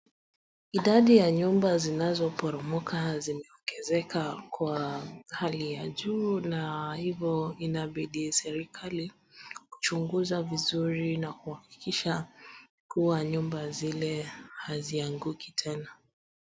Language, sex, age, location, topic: Swahili, female, 25-35, Wajir, health